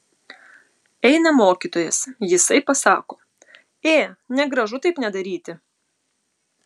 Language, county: Lithuanian, Utena